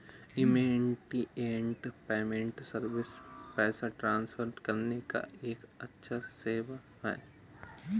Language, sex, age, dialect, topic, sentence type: Hindi, male, 18-24, Awadhi Bundeli, banking, statement